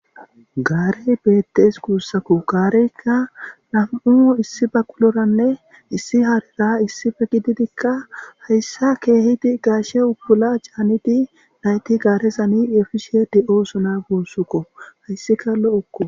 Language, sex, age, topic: Gamo, male, 18-24, government